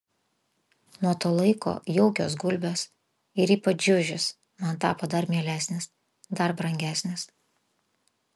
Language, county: Lithuanian, Vilnius